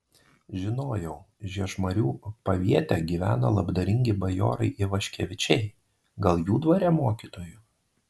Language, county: Lithuanian, Marijampolė